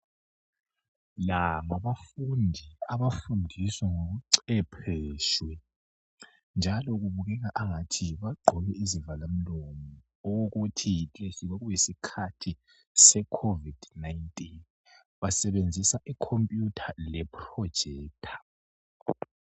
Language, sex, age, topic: North Ndebele, male, 18-24, education